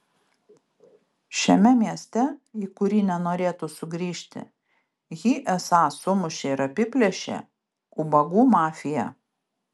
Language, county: Lithuanian, Kaunas